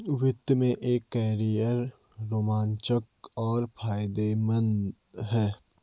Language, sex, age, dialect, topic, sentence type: Hindi, male, 18-24, Garhwali, banking, statement